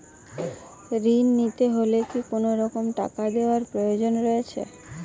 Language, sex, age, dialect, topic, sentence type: Bengali, female, 18-24, Jharkhandi, banking, question